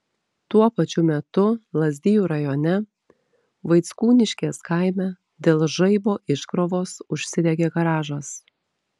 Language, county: Lithuanian, Telšiai